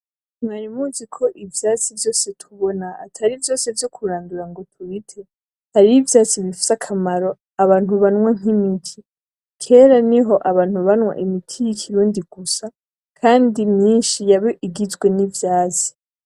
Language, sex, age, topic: Rundi, female, 18-24, agriculture